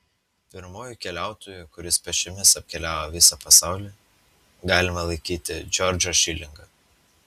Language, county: Lithuanian, Utena